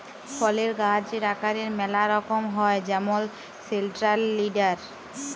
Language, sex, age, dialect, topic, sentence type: Bengali, female, 41-45, Jharkhandi, agriculture, statement